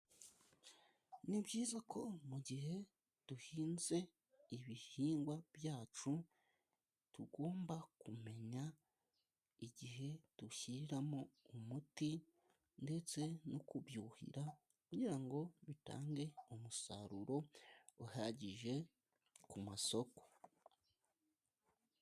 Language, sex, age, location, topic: Kinyarwanda, male, 25-35, Musanze, agriculture